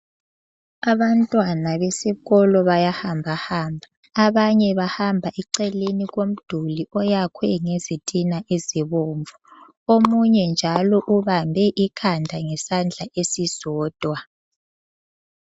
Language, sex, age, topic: North Ndebele, female, 18-24, education